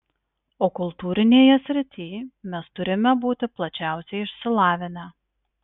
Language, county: Lithuanian, Marijampolė